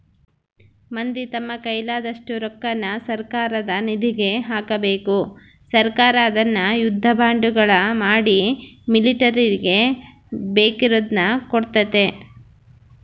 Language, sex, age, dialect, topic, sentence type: Kannada, female, 31-35, Central, banking, statement